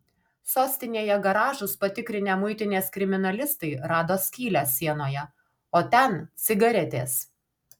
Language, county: Lithuanian, Alytus